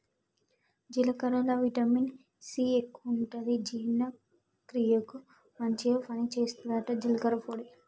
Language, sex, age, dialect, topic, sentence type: Telugu, female, 18-24, Telangana, agriculture, statement